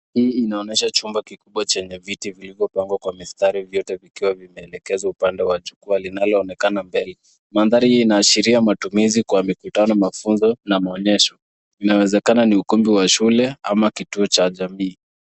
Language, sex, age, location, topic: Swahili, male, 25-35, Nairobi, education